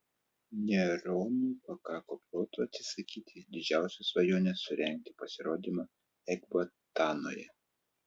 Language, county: Lithuanian, Telšiai